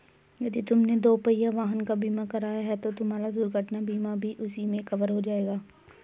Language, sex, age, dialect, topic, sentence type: Hindi, male, 31-35, Hindustani Malvi Khadi Boli, banking, statement